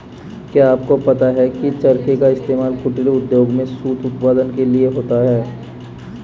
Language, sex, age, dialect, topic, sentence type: Hindi, male, 25-30, Marwari Dhudhari, agriculture, statement